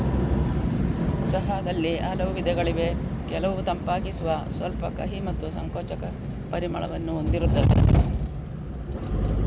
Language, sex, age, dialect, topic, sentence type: Kannada, female, 41-45, Coastal/Dakshin, agriculture, statement